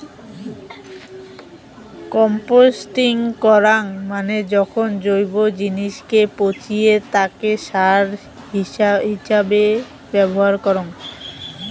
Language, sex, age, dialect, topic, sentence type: Bengali, female, 18-24, Rajbangshi, agriculture, statement